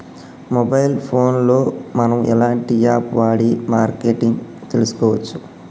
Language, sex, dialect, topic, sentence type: Telugu, male, Telangana, agriculture, question